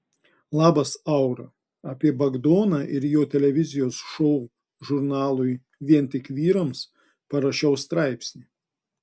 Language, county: Lithuanian, Klaipėda